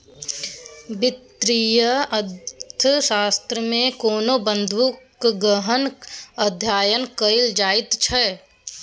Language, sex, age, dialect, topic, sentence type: Maithili, female, 18-24, Bajjika, banking, statement